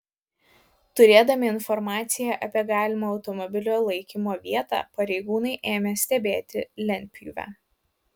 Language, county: Lithuanian, Vilnius